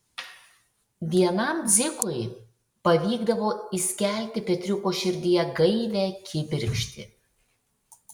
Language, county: Lithuanian, Šiauliai